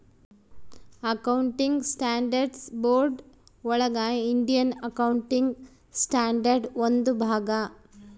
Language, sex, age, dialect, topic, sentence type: Kannada, female, 36-40, Central, banking, statement